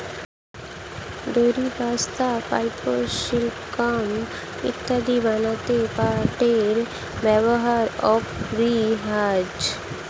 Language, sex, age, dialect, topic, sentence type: Bengali, female, 60-100, Standard Colloquial, agriculture, statement